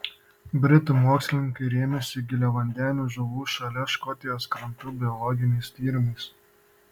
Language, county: Lithuanian, Šiauliai